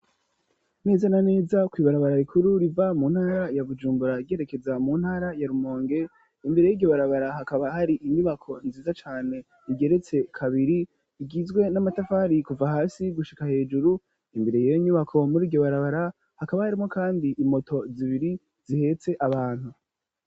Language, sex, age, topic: Rundi, female, 18-24, education